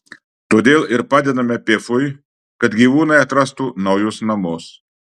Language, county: Lithuanian, Marijampolė